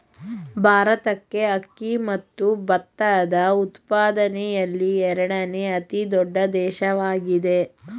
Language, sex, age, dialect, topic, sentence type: Kannada, female, 25-30, Mysore Kannada, agriculture, statement